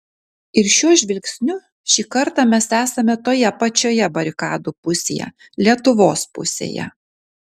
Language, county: Lithuanian, Kaunas